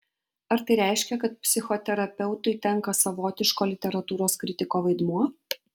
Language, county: Lithuanian, Vilnius